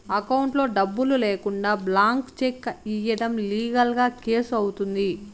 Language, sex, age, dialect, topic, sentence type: Telugu, female, 25-30, Southern, banking, statement